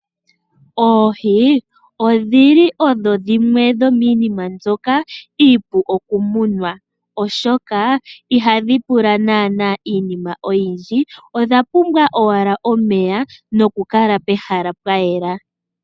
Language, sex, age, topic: Oshiwambo, female, 36-49, agriculture